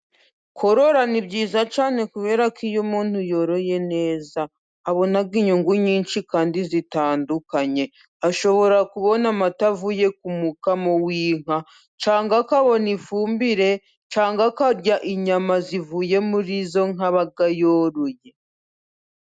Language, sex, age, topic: Kinyarwanda, female, 25-35, agriculture